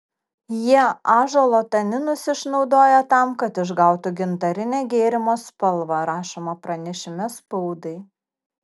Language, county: Lithuanian, Kaunas